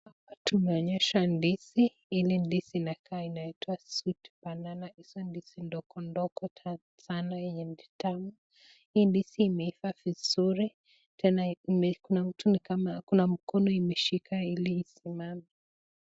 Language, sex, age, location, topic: Swahili, female, 25-35, Nakuru, agriculture